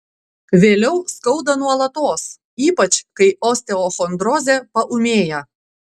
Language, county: Lithuanian, Klaipėda